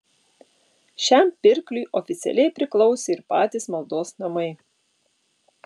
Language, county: Lithuanian, Utena